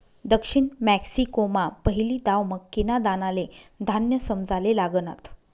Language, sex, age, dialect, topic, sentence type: Marathi, female, 25-30, Northern Konkan, agriculture, statement